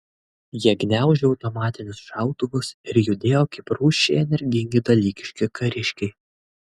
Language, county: Lithuanian, Kaunas